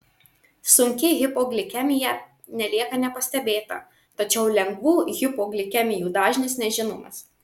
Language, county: Lithuanian, Marijampolė